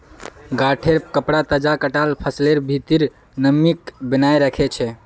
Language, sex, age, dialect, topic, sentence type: Magahi, female, 56-60, Northeastern/Surjapuri, agriculture, statement